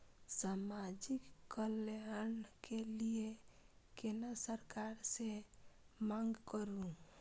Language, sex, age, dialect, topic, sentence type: Maithili, female, 25-30, Eastern / Thethi, banking, question